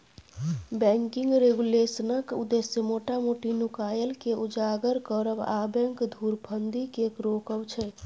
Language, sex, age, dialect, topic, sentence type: Maithili, female, 25-30, Bajjika, banking, statement